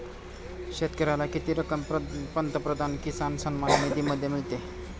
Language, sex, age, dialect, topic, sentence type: Marathi, male, 46-50, Standard Marathi, agriculture, statement